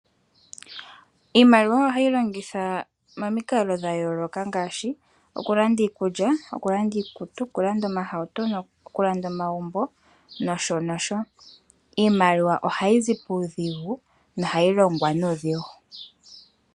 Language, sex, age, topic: Oshiwambo, female, 18-24, finance